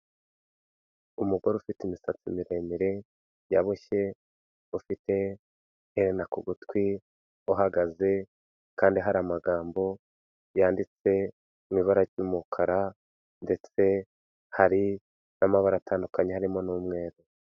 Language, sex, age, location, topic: Kinyarwanda, male, 36-49, Kigali, health